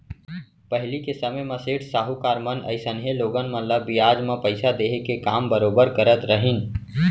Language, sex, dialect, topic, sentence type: Chhattisgarhi, male, Central, banking, statement